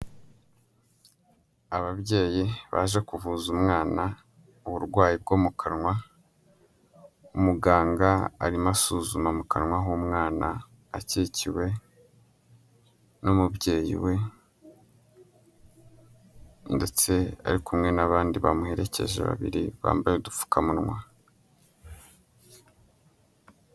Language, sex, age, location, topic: Kinyarwanda, male, 18-24, Huye, health